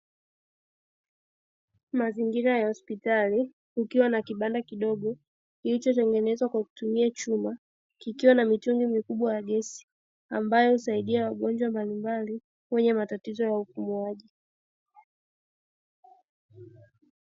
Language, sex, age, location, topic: Swahili, female, 18-24, Dar es Salaam, health